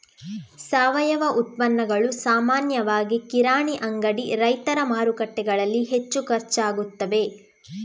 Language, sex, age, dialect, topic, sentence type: Kannada, female, 18-24, Coastal/Dakshin, agriculture, statement